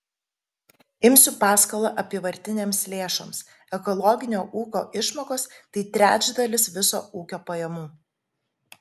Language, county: Lithuanian, Kaunas